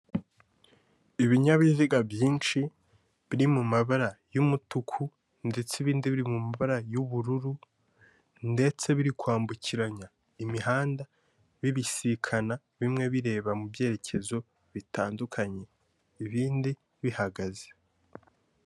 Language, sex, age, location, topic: Kinyarwanda, male, 18-24, Kigali, government